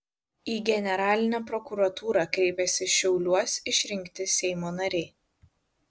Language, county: Lithuanian, Vilnius